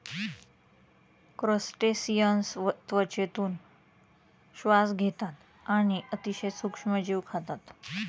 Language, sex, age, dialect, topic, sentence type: Marathi, female, 31-35, Standard Marathi, agriculture, statement